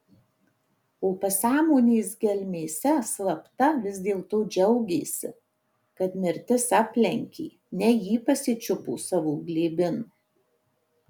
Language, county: Lithuanian, Marijampolė